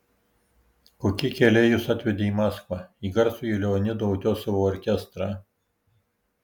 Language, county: Lithuanian, Marijampolė